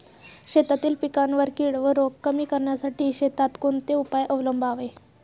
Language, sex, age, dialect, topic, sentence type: Marathi, female, 36-40, Standard Marathi, agriculture, question